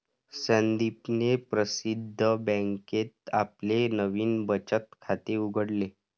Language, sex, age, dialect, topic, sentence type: Marathi, male, 18-24, Varhadi, banking, statement